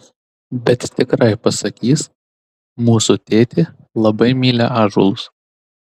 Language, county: Lithuanian, Tauragė